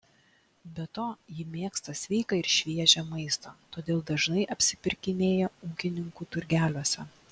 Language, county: Lithuanian, Klaipėda